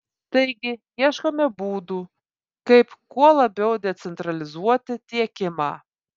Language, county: Lithuanian, Vilnius